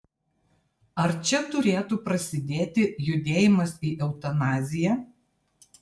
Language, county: Lithuanian, Vilnius